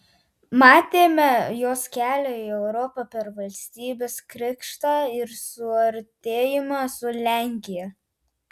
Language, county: Lithuanian, Telšiai